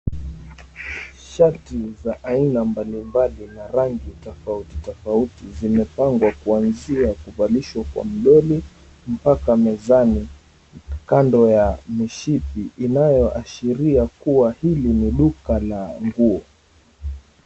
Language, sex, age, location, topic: Swahili, male, 25-35, Mombasa, government